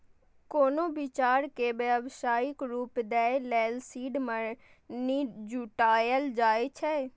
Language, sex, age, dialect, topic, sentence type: Maithili, female, 36-40, Eastern / Thethi, banking, statement